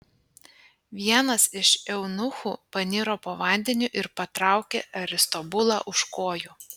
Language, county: Lithuanian, Panevėžys